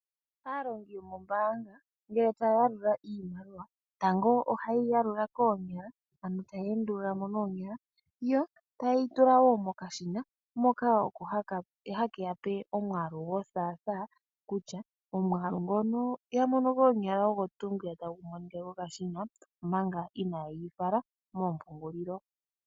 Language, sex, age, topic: Oshiwambo, male, 18-24, finance